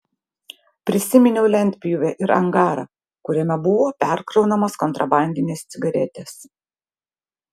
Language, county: Lithuanian, Vilnius